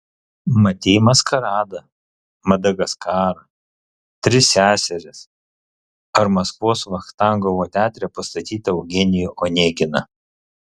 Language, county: Lithuanian, Kaunas